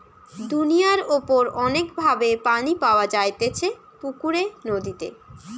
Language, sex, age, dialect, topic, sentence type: Bengali, female, <18, Western, agriculture, statement